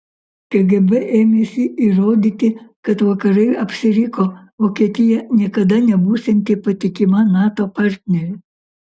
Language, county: Lithuanian, Kaunas